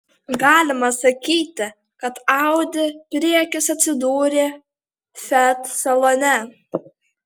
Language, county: Lithuanian, Alytus